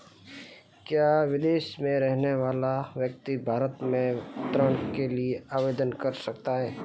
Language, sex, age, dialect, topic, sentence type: Hindi, male, 25-30, Marwari Dhudhari, banking, question